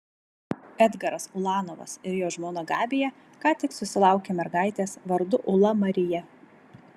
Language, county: Lithuanian, Vilnius